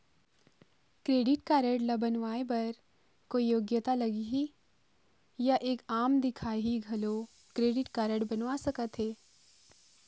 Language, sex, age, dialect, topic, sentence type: Chhattisgarhi, female, 25-30, Eastern, banking, question